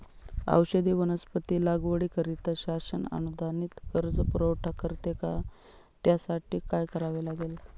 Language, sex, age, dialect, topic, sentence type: Marathi, male, 25-30, Northern Konkan, agriculture, question